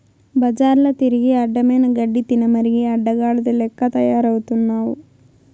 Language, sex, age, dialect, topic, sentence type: Telugu, female, 18-24, Southern, agriculture, statement